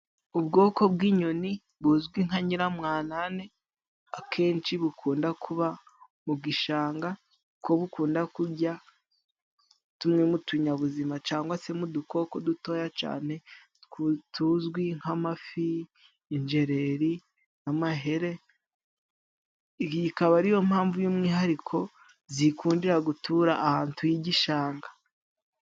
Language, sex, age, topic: Kinyarwanda, male, 18-24, agriculture